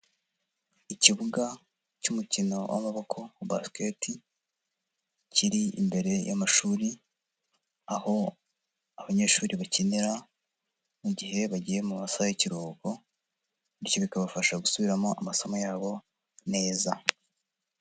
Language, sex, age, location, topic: Kinyarwanda, female, 25-35, Huye, education